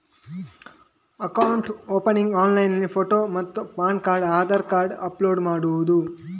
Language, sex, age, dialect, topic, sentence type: Kannada, male, 18-24, Coastal/Dakshin, banking, question